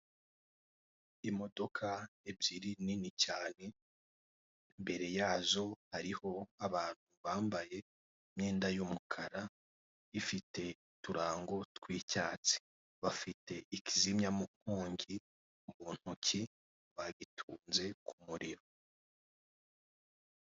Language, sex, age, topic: Kinyarwanda, male, 18-24, government